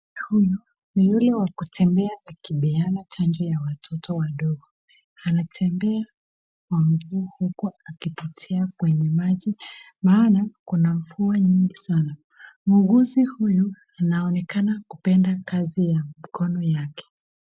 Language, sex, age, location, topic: Swahili, female, 25-35, Nakuru, health